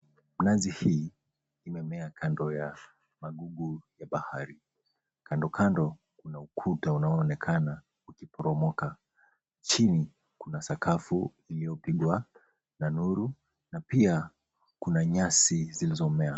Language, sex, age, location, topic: Swahili, male, 25-35, Mombasa, government